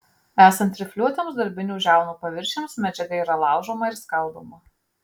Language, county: Lithuanian, Marijampolė